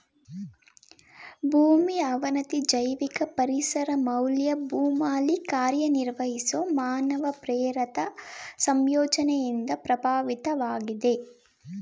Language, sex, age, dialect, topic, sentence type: Kannada, female, 18-24, Mysore Kannada, agriculture, statement